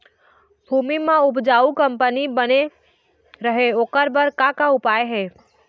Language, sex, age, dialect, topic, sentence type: Chhattisgarhi, female, 41-45, Eastern, agriculture, question